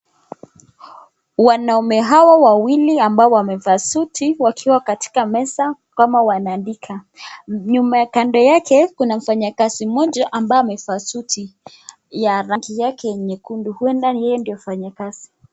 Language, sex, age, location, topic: Swahili, female, 25-35, Nakuru, government